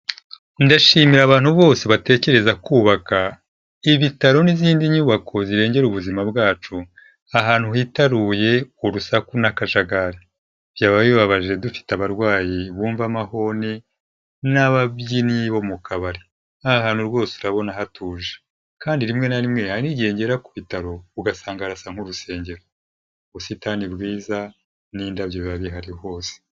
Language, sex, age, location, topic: Kinyarwanda, male, 50+, Kigali, health